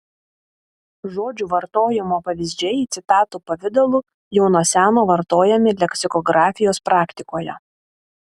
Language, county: Lithuanian, Vilnius